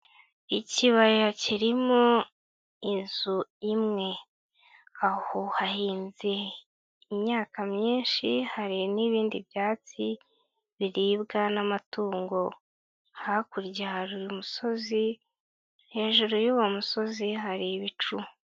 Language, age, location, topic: Kinyarwanda, 50+, Nyagatare, agriculture